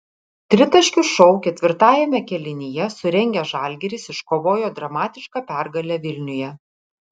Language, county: Lithuanian, Kaunas